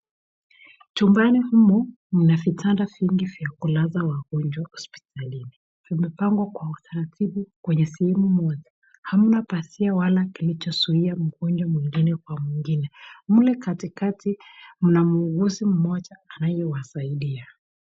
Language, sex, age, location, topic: Swahili, female, 25-35, Nakuru, health